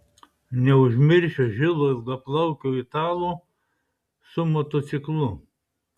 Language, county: Lithuanian, Klaipėda